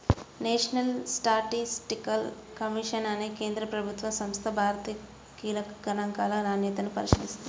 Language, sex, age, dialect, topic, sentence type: Telugu, female, 25-30, Central/Coastal, banking, statement